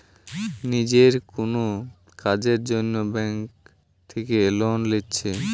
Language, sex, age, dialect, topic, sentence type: Bengali, male, 18-24, Western, banking, statement